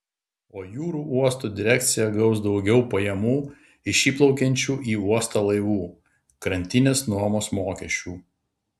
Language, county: Lithuanian, Klaipėda